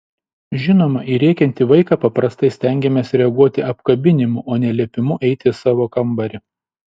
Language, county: Lithuanian, Šiauliai